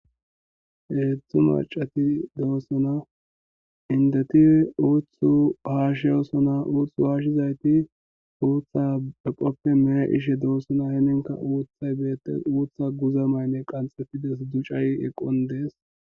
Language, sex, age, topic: Gamo, male, 18-24, agriculture